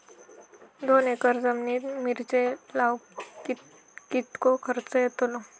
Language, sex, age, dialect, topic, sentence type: Marathi, female, 18-24, Southern Konkan, agriculture, question